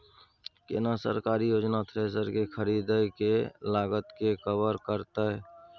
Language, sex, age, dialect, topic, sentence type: Maithili, male, 46-50, Bajjika, agriculture, question